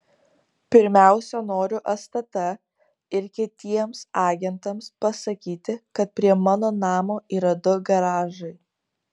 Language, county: Lithuanian, Kaunas